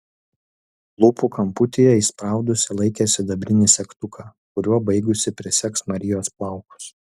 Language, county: Lithuanian, Utena